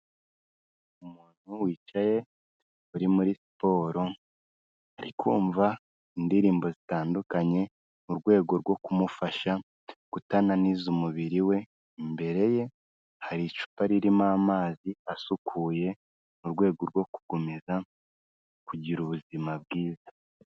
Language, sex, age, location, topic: Kinyarwanda, male, 18-24, Kigali, health